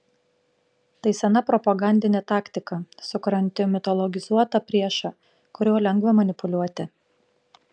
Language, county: Lithuanian, Panevėžys